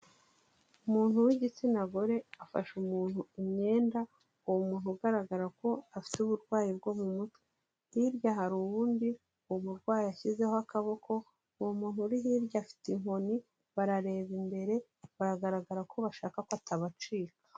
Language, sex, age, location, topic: Kinyarwanda, female, 36-49, Kigali, health